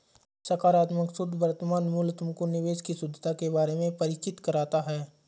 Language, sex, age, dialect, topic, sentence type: Hindi, male, 25-30, Awadhi Bundeli, banking, statement